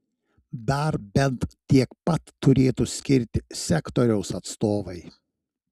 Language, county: Lithuanian, Šiauliai